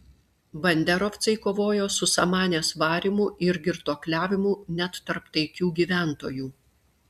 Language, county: Lithuanian, Klaipėda